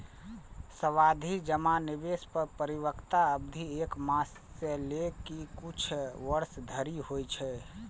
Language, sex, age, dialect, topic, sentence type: Maithili, male, 25-30, Eastern / Thethi, banking, statement